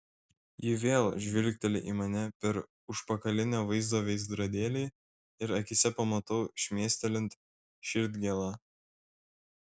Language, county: Lithuanian, Šiauliai